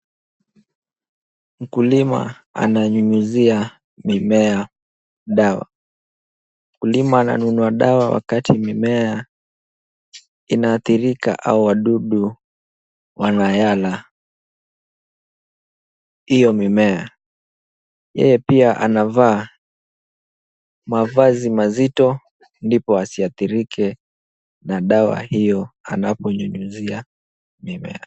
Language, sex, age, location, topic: Swahili, male, 18-24, Kisumu, health